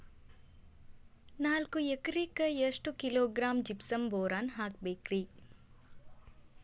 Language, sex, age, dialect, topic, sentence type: Kannada, female, 25-30, Dharwad Kannada, agriculture, question